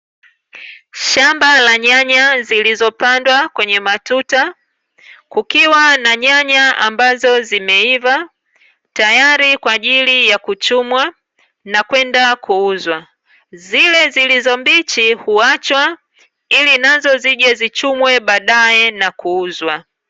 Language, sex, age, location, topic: Swahili, female, 36-49, Dar es Salaam, agriculture